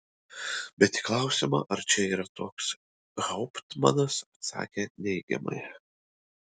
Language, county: Lithuanian, Utena